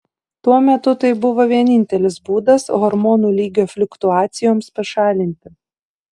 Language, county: Lithuanian, Utena